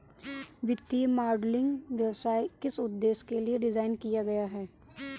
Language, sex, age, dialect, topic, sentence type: Hindi, female, 18-24, Kanauji Braj Bhasha, banking, statement